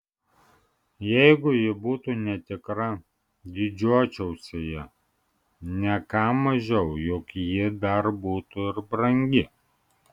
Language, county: Lithuanian, Vilnius